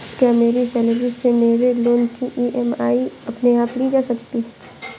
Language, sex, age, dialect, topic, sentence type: Hindi, female, 18-24, Marwari Dhudhari, banking, question